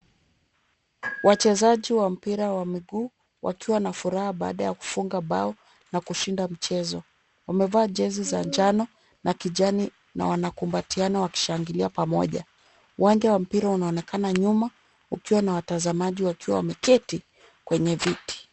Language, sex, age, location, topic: Swahili, female, 36-49, Kisumu, government